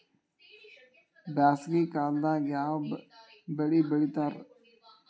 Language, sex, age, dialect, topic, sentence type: Kannada, male, 18-24, Dharwad Kannada, agriculture, question